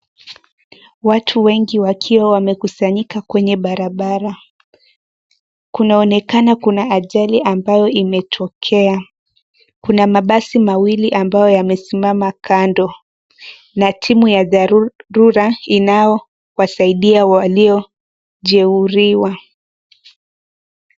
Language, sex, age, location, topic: Swahili, female, 18-24, Nairobi, health